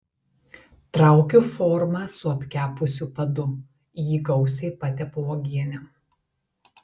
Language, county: Lithuanian, Telšiai